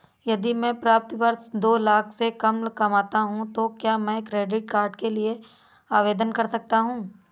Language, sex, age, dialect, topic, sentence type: Hindi, male, 18-24, Awadhi Bundeli, banking, question